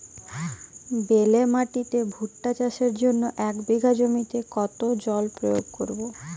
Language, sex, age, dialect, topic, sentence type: Bengali, female, 18-24, Jharkhandi, agriculture, question